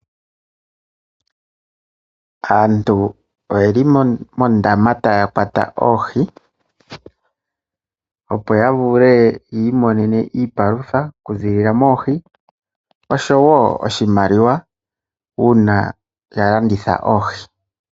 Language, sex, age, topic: Oshiwambo, male, 25-35, agriculture